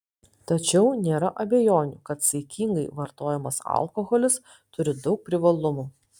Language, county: Lithuanian, Telšiai